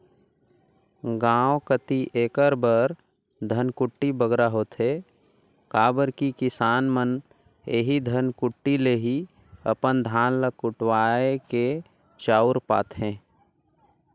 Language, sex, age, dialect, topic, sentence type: Chhattisgarhi, male, 56-60, Northern/Bhandar, agriculture, statement